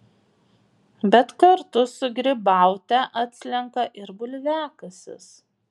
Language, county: Lithuanian, Vilnius